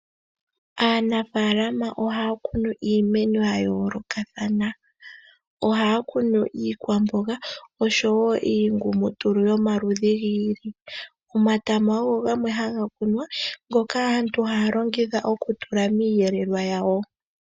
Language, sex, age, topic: Oshiwambo, female, 18-24, agriculture